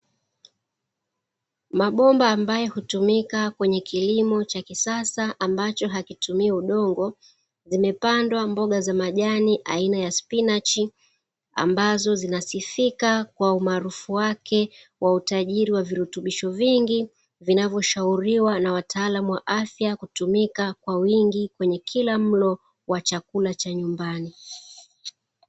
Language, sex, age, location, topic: Swahili, female, 36-49, Dar es Salaam, agriculture